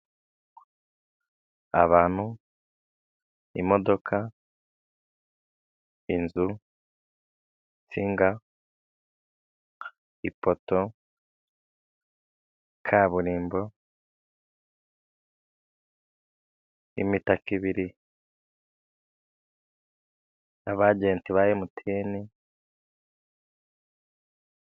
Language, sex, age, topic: Kinyarwanda, male, 25-35, government